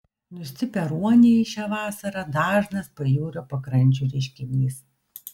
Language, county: Lithuanian, Vilnius